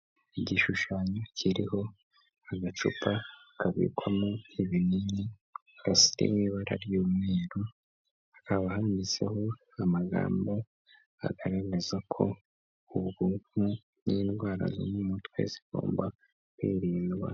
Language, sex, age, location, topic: Kinyarwanda, male, 18-24, Kigali, health